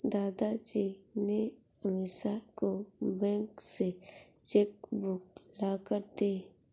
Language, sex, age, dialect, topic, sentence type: Hindi, female, 46-50, Awadhi Bundeli, banking, statement